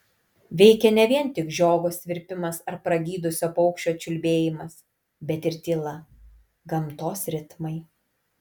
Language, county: Lithuanian, Kaunas